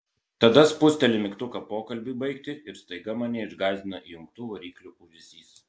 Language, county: Lithuanian, Klaipėda